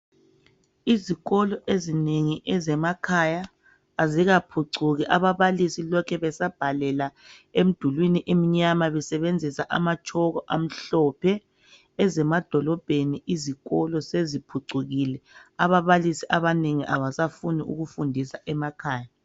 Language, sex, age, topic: North Ndebele, female, 25-35, education